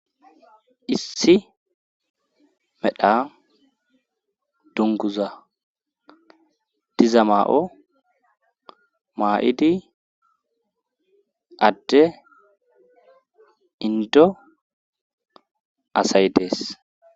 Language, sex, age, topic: Gamo, male, 18-24, government